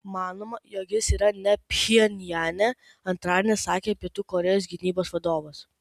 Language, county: Lithuanian, Kaunas